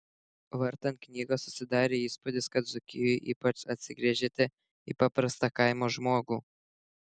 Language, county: Lithuanian, Šiauliai